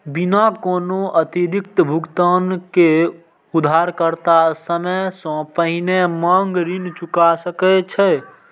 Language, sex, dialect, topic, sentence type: Maithili, male, Eastern / Thethi, banking, statement